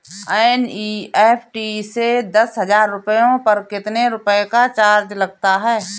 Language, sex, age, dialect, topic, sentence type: Hindi, female, 31-35, Marwari Dhudhari, banking, statement